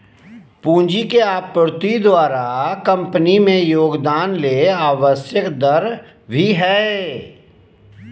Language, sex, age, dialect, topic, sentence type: Magahi, male, 36-40, Southern, banking, statement